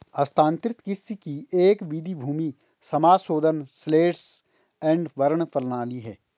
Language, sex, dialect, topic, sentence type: Hindi, male, Marwari Dhudhari, agriculture, statement